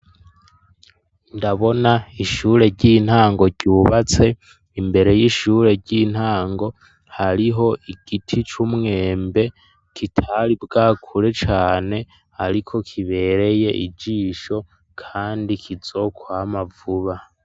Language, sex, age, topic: Rundi, male, 18-24, education